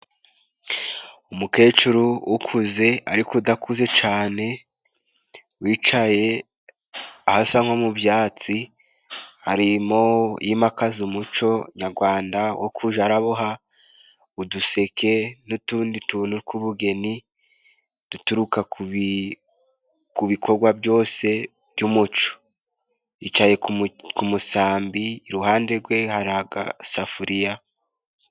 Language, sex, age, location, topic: Kinyarwanda, male, 18-24, Musanze, government